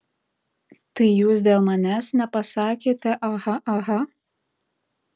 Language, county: Lithuanian, Tauragė